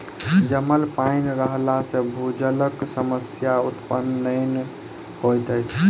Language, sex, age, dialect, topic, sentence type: Maithili, male, 25-30, Southern/Standard, agriculture, statement